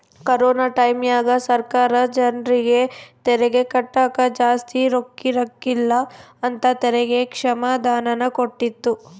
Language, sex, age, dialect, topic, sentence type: Kannada, female, 18-24, Central, banking, statement